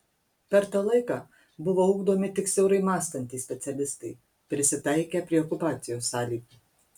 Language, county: Lithuanian, Kaunas